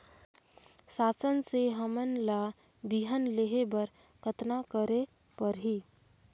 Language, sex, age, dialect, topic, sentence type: Chhattisgarhi, female, 18-24, Northern/Bhandar, agriculture, question